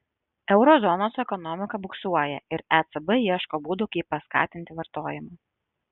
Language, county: Lithuanian, Šiauliai